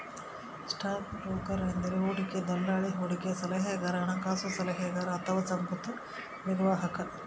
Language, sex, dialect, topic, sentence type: Kannada, female, Central, banking, statement